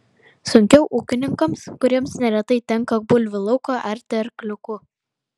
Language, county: Lithuanian, Vilnius